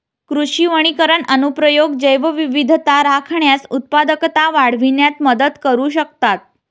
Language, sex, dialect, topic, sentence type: Marathi, female, Varhadi, agriculture, statement